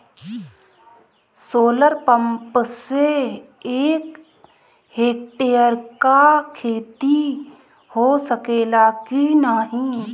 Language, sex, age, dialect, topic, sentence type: Bhojpuri, female, 31-35, Northern, agriculture, question